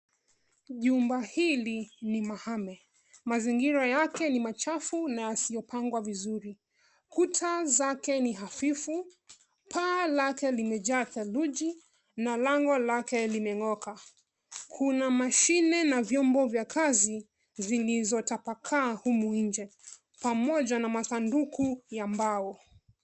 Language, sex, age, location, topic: Swahili, female, 25-35, Nairobi, health